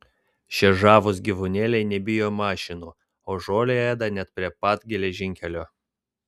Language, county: Lithuanian, Vilnius